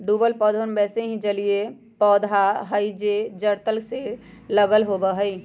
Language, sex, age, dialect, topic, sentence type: Magahi, female, 56-60, Western, agriculture, statement